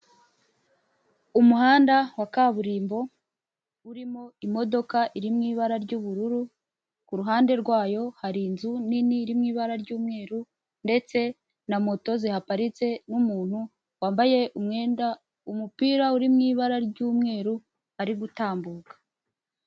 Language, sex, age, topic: Kinyarwanda, female, 18-24, government